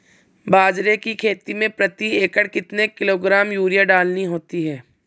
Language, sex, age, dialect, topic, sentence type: Hindi, female, 18-24, Marwari Dhudhari, agriculture, question